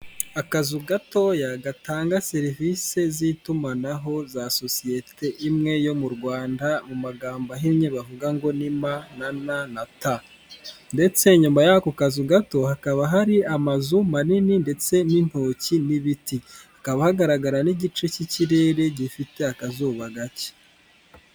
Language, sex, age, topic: Kinyarwanda, male, 25-35, finance